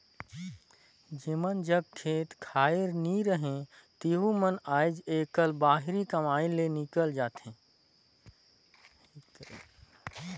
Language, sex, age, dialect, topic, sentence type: Chhattisgarhi, male, 18-24, Northern/Bhandar, agriculture, statement